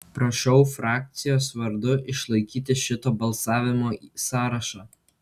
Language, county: Lithuanian, Kaunas